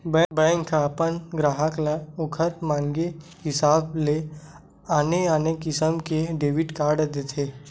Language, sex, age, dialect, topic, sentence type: Chhattisgarhi, male, 18-24, Western/Budati/Khatahi, banking, statement